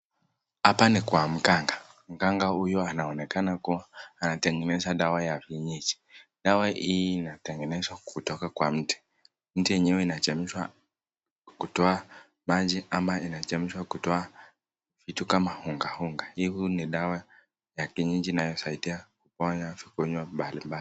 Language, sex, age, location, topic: Swahili, male, 18-24, Nakuru, health